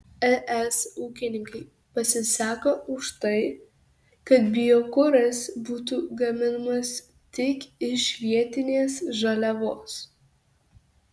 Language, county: Lithuanian, Kaunas